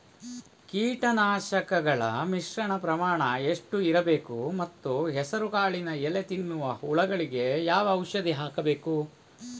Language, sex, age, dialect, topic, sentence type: Kannada, male, 41-45, Coastal/Dakshin, agriculture, question